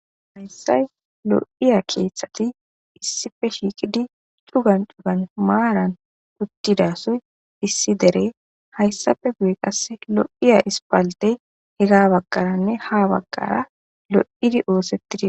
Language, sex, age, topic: Gamo, female, 25-35, government